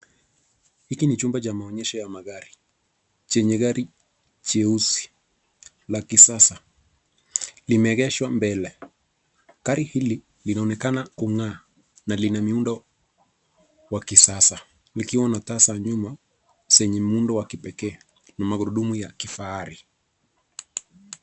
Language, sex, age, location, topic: Swahili, male, 25-35, Nairobi, finance